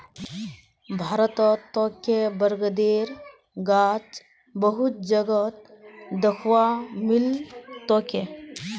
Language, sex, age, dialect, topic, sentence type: Magahi, female, 18-24, Northeastern/Surjapuri, agriculture, statement